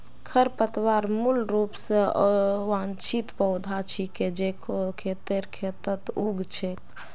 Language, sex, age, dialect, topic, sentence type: Magahi, female, 51-55, Northeastern/Surjapuri, agriculture, statement